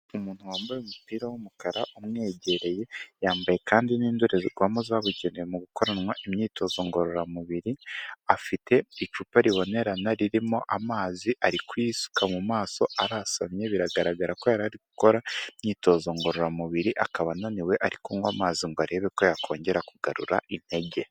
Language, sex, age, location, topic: Kinyarwanda, male, 18-24, Kigali, health